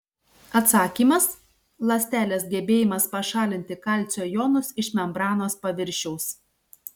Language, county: Lithuanian, Šiauliai